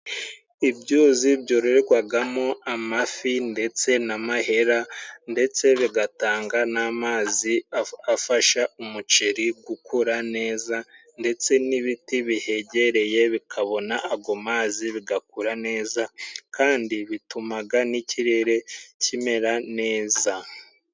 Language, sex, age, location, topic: Kinyarwanda, male, 25-35, Musanze, agriculture